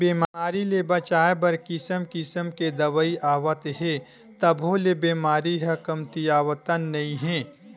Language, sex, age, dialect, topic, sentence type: Chhattisgarhi, male, 31-35, Western/Budati/Khatahi, agriculture, statement